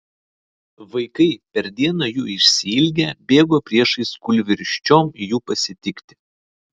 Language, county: Lithuanian, Vilnius